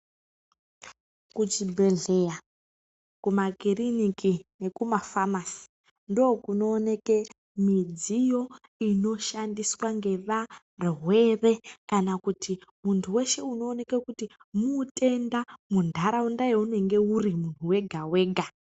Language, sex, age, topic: Ndau, female, 36-49, health